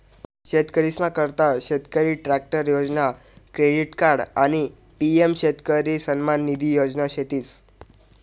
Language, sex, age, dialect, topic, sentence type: Marathi, male, 18-24, Northern Konkan, agriculture, statement